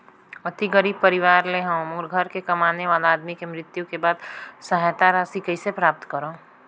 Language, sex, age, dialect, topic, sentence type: Chhattisgarhi, female, 25-30, Northern/Bhandar, banking, question